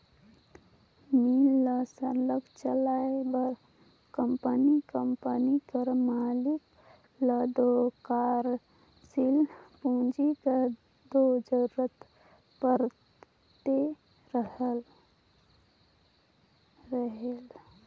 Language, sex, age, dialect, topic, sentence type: Chhattisgarhi, female, 18-24, Northern/Bhandar, banking, statement